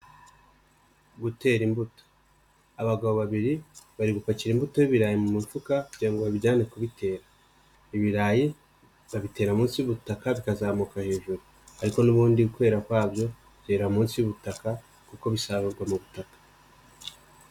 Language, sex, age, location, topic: Kinyarwanda, male, 25-35, Nyagatare, agriculture